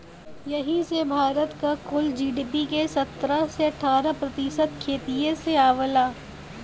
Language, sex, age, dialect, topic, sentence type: Bhojpuri, female, 18-24, Western, agriculture, statement